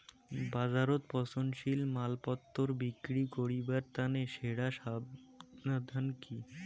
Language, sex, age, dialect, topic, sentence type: Bengali, male, 25-30, Rajbangshi, agriculture, statement